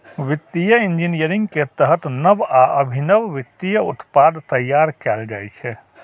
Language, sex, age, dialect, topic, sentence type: Maithili, male, 41-45, Eastern / Thethi, banking, statement